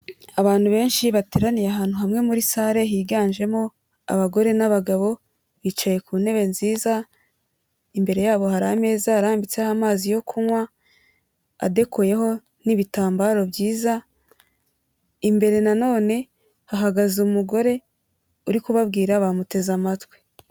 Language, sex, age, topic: Kinyarwanda, female, 18-24, health